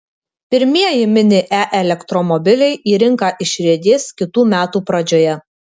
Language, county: Lithuanian, Kaunas